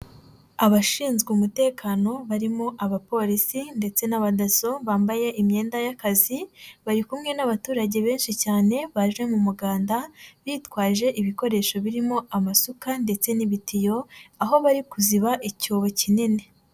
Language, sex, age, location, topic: Kinyarwanda, female, 25-35, Huye, agriculture